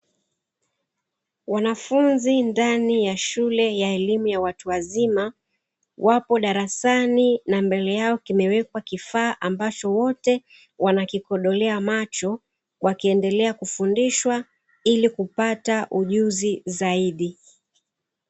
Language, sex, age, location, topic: Swahili, female, 36-49, Dar es Salaam, education